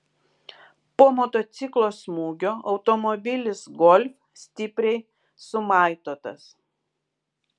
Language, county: Lithuanian, Kaunas